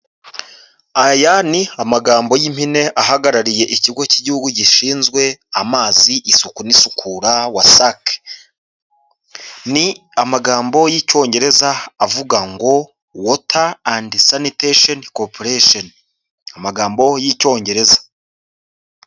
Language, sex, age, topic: Kinyarwanda, male, 25-35, health